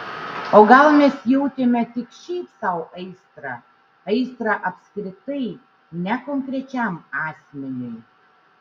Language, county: Lithuanian, Šiauliai